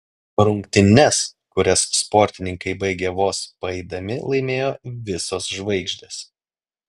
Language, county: Lithuanian, Klaipėda